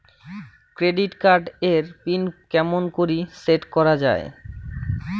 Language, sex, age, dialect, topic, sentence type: Bengali, male, 25-30, Rajbangshi, banking, question